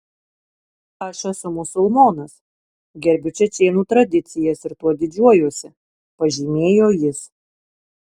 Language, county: Lithuanian, Marijampolė